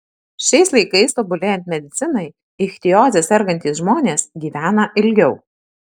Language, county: Lithuanian, Tauragė